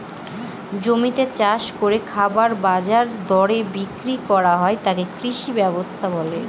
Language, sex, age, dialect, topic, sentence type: Bengali, female, 18-24, Northern/Varendri, agriculture, statement